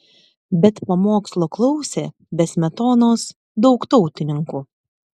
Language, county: Lithuanian, Klaipėda